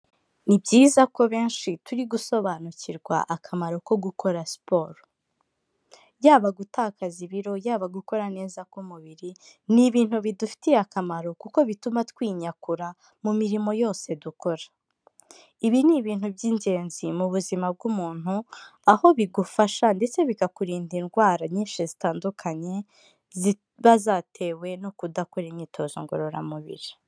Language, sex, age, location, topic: Kinyarwanda, female, 25-35, Kigali, health